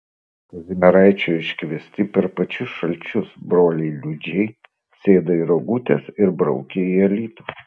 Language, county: Lithuanian, Vilnius